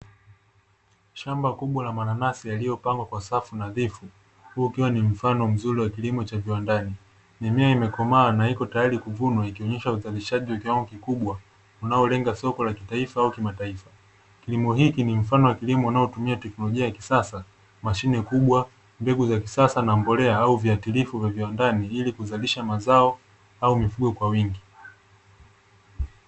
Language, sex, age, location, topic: Swahili, male, 18-24, Dar es Salaam, agriculture